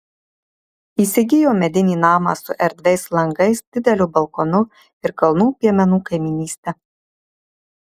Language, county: Lithuanian, Marijampolė